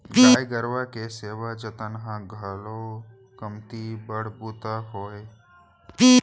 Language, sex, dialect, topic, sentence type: Chhattisgarhi, male, Central, agriculture, statement